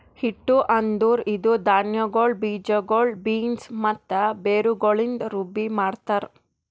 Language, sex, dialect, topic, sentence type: Kannada, female, Northeastern, agriculture, statement